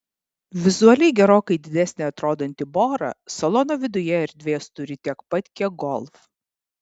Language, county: Lithuanian, Kaunas